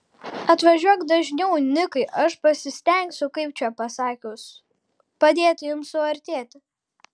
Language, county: Lithuanian, Kaunas